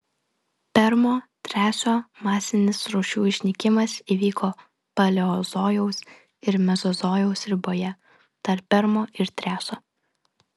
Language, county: Lithuanian, Vilnius